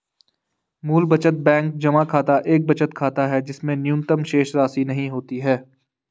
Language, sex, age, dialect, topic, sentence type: Hindi, male, 18-24, Garhwali, banking, statement